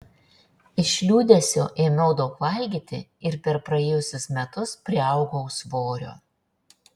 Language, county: Lithuanian, Šiauliai